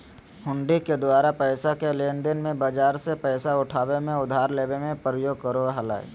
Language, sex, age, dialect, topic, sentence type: Magahi, male, 18-24, Southern, banking, statement